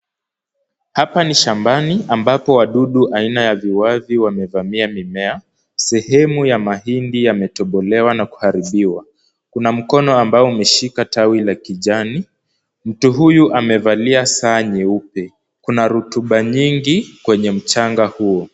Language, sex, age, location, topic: Swahili, male, 18-24, Kisumu, agriculture